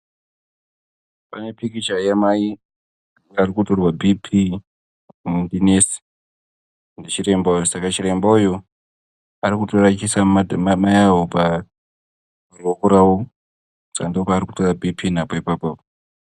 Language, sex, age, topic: Ndau, male, 18-24, health